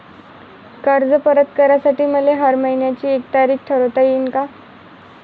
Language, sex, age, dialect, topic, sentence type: Marathi, female, 18-24, Varhadi, banking, question